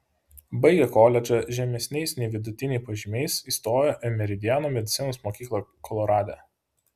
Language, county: Lithuanian, Panevėžys